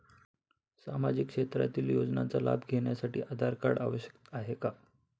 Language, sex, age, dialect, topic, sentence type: Marathi, male, 25-30, Standard Marathi, banking, question